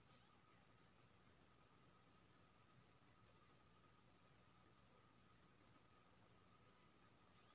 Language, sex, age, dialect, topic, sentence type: Maithili, male, 25-30, Bajjika, agriculture, question